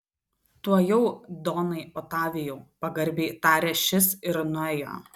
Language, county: Lithuanian, Telšiai